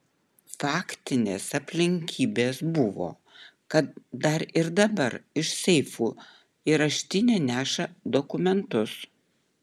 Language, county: Lithuanian, Utena